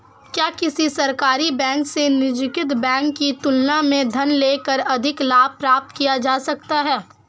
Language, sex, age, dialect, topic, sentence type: Hindi, female, 18-24, Marwari Dhudhari, banking, question